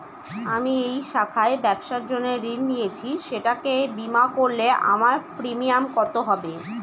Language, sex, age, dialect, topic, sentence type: Bengali, female, 25-30, Northern/Varendri, banking, question